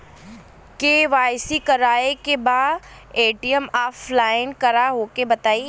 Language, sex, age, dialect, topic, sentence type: Bhojpuri, female, 18-24, Western, banking, question